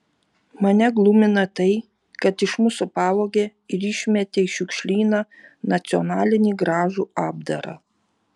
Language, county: Lithuanian, Vilnius